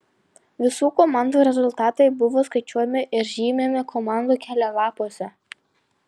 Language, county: Lithuanian, Panevėžys